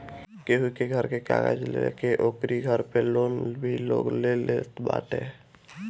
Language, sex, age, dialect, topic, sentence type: Bhojpuri, male, 18-24, Northern, banking, statement